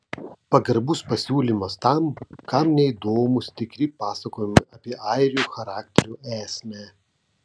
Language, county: Lithuanian, Telšiai